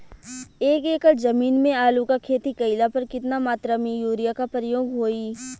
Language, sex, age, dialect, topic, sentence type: Bhojpuri, female, 18-24, Western, agriculture, question